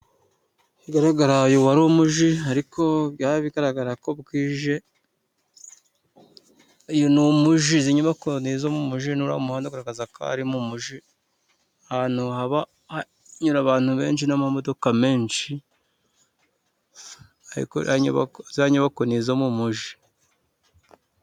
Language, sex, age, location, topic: Kinyarwanda, male, 36-49, Musanze, government